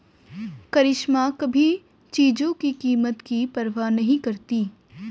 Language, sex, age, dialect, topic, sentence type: Hindi, female, 18-24, Hindustani Malvi Khadi Boli, banking, statement